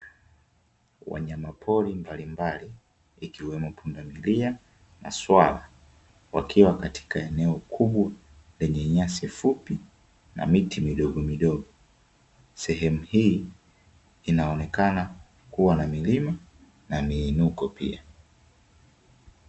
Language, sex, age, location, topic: Swahili, male, 25-35, Dar es Salaam, agriculture